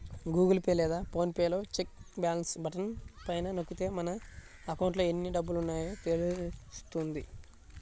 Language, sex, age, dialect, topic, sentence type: Telugu, male, 25-30, Central/Coastal, banking, statement